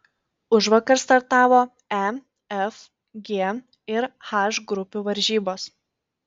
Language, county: Lithuanian, Panevėžys